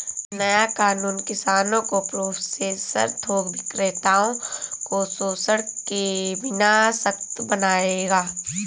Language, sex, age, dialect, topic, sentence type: Hindi, female, 25-30, Awadhi Bundeli, agriculture, statement